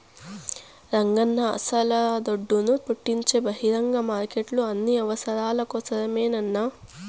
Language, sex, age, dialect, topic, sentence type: Telugu, female, 18-24, Southern, banking, statement